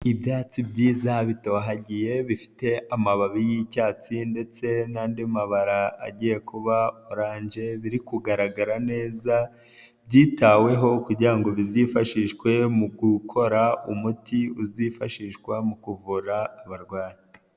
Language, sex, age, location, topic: Kinyarwanda, male, 25-35, Nyagatare, health